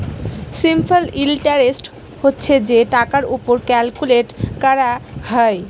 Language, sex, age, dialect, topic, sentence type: Bengali, female, 36-40, Jharkhandi, banking, statement